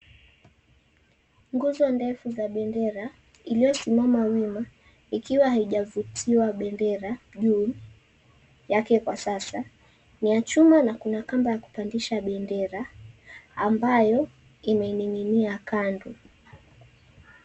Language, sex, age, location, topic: Swahili, female, 18-24, Mombasa, education